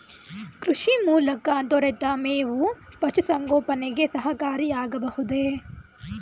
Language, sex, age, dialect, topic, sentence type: Kannada, female, 18-24, Mysore Kannada, agriculture, question